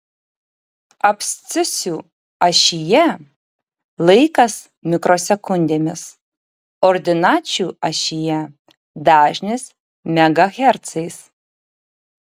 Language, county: Lithuanian, Tauragė